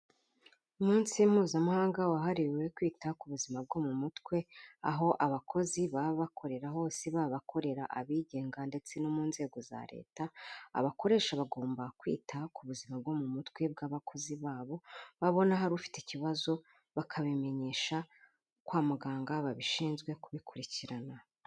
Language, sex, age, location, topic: Kinyarwanda, female, 25-35, Kigali, health